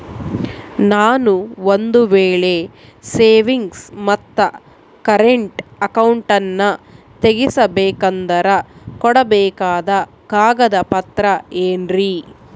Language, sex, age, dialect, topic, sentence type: Kannada, female, 25-30, Central, banking, question